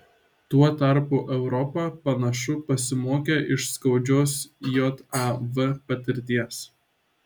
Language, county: Lithuanian, Šiauliai